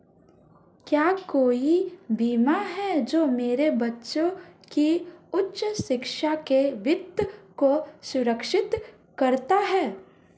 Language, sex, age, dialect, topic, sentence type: Hindi, female, 25-30, Marwari Dhudhari, banking, question